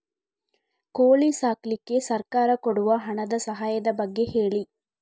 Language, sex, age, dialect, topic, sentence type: Kannada, female, 36-40, Coastal/Dakshin, agriculture, question